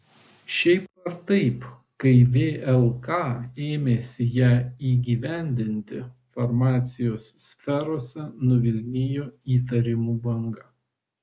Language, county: Lithuanian, Vilnius